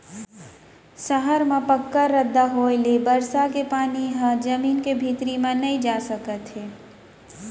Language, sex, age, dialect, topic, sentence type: Chhattisgarhi, female, 25-30, Central, agriculture, statement